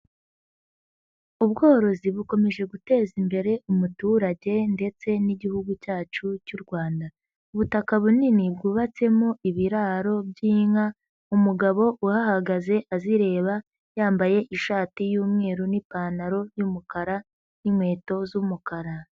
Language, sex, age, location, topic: Kinyarwanda, female, 18-24, Huye, agriculture